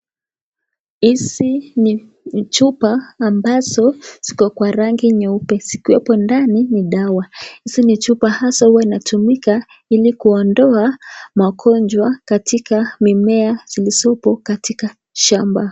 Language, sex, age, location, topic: Swahili, female, 18-24, Nakuru, health